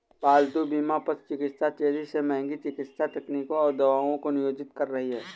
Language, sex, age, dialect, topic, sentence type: Hindi, male, 18-24, Awadhi Bundeli, banking, statement